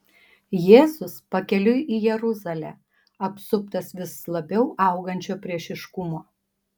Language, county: Lithuanian, Panevėžys